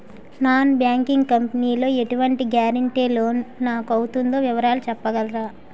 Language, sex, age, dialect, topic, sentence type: Telugu, male, 18-24, Utterandhra, banking, question